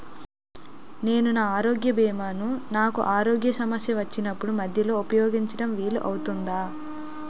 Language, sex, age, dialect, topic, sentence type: Telugu, female, 18-24, Utterandhra, banking, question